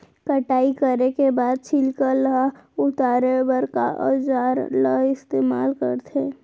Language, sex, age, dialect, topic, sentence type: Chhattisgarhi, female, 18-24, Central, agriculture, question